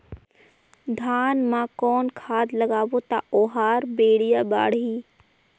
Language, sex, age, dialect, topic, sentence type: Chhattisgarhi, female, 18-24, Northern/Bhandar, agriculture, question